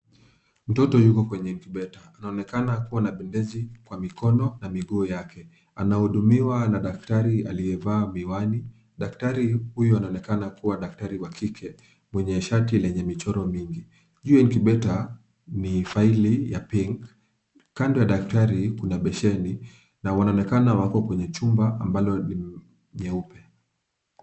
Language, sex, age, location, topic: Swahili, male, 25-35, Kisumu, health